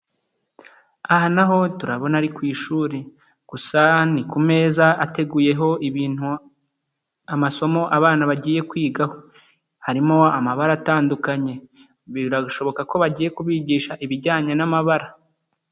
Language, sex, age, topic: Kinyarwanda, male, 25-35, education